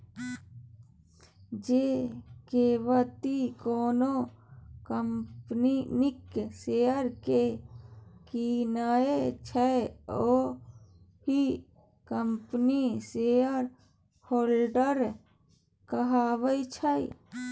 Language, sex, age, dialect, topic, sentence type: Maithili, male, 31-35, Bajjika, banking, statement